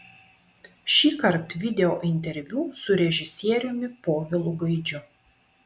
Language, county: Lithuanian, Vilnius